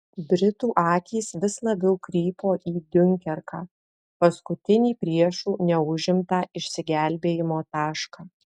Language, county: Lithuanian, Alytus